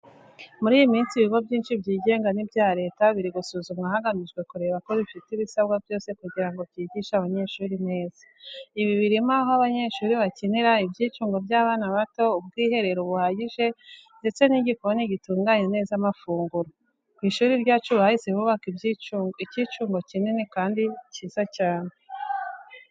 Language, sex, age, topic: Kinyarwanda, female, 25-35, education